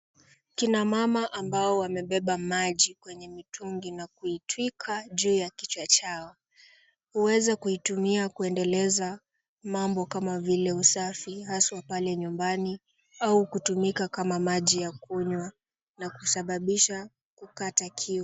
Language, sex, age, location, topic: Swahili, female, 18-24, Kisumu, health